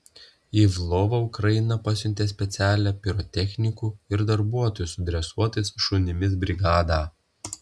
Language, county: Lithuanian, Telšiai